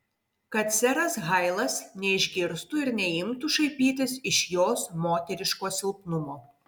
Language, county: Lithuanian, Kaunas